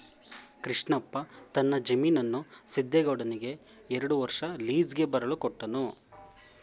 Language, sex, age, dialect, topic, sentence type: Kannada, male, 25-30, Mysore Kannada, banking, statement